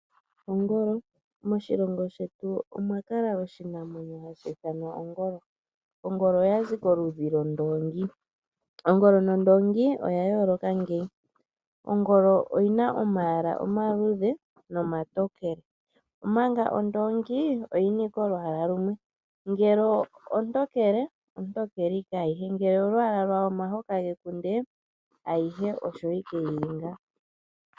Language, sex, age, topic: Oshiwambo, male, 25-35, agriculture